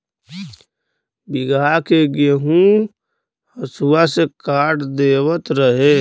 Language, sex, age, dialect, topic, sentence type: Bhojpuri, male, 25-30, Western, agriculture, statement